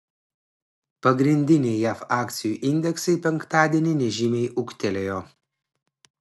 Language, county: Lithuanian, Klaipėda